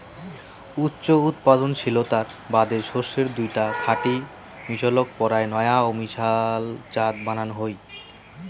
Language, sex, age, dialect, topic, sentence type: Bengali, male, 60-100, Rajbangshi, agriculture, statement